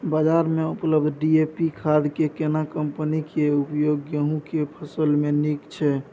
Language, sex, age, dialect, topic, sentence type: Maithili, male, 18-24, Bajjika, agriculture, question